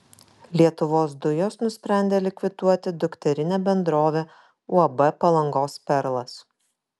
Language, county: Lithuanian, Kaunas